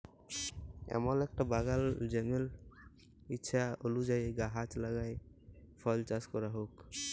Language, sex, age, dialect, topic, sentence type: Bengali, male, 18-24, Jharkhandi, agriculture, statement